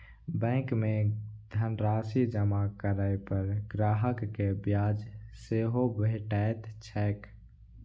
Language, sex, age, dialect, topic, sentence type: Maithili, male, 18-24, Eastern / Thethi, banking, statement